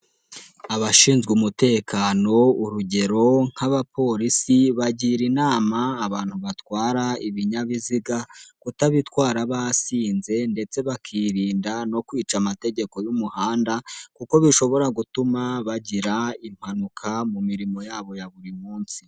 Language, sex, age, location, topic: Kinyarwanda, male, 18-24, Nyagatare, government